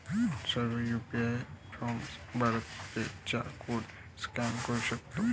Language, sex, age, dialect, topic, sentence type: Marathi, male, 18-24, Varhadi, banking, statement